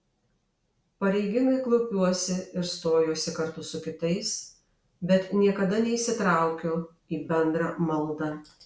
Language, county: Lithuanian, Alytus